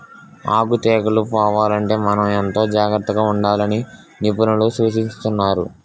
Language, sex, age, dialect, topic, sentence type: Telugu, male, 18-24, Utterandhra, agriculture, statement